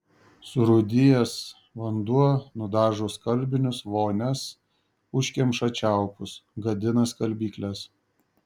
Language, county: Lithuanian, Šiauliai